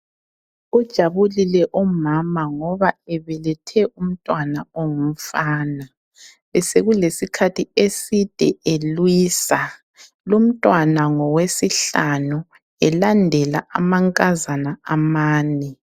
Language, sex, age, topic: North Ndebele, female, 25-35, health